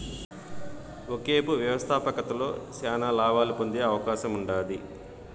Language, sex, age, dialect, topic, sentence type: Telugu, male, 41-45, Southern, banking, statement